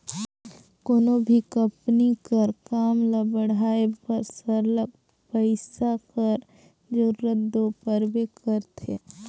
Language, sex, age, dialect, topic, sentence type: Chhattisgarhi, female, 18-24, Northern/Bhandar, banking, statement